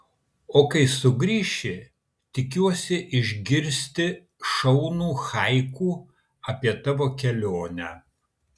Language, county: Lithuanian, Kaunas